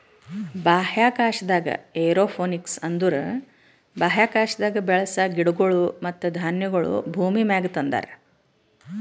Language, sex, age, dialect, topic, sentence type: Kannada, female, 36-40, Northeastern, agriculture, statement